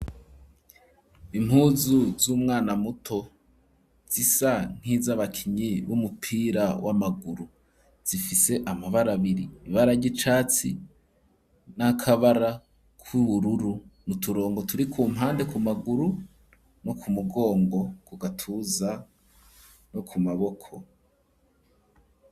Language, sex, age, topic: Rundi, male, 25-35, education